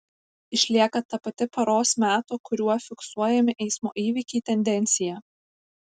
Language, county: Lithuanian, Panevėžys